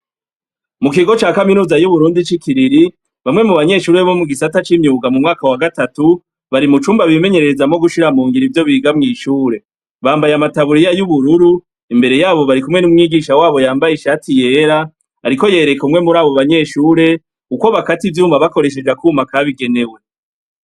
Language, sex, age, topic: Rundi, male, 36-49, education